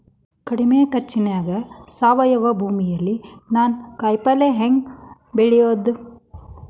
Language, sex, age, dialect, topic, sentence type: Kannada, female, 36-40, Dharwad Kannada, agriculture, question